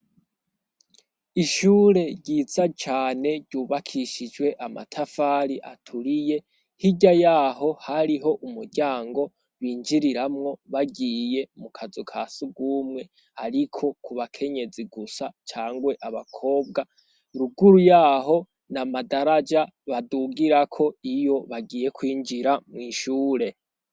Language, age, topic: Rundi, 18-24, education